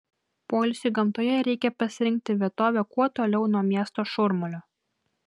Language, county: Lithuanian, Kaunas